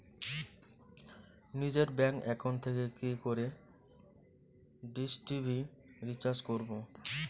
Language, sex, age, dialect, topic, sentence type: Bengali, male, 25-30, Rajbangshi, banking, question